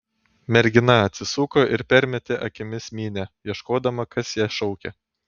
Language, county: Lithuanian, Panevėžys